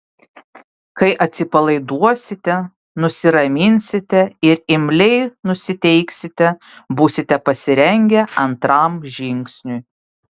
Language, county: Lithuanian, Vilnius